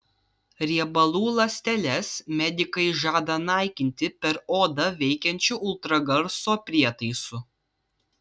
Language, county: Lithuanian, Vilnius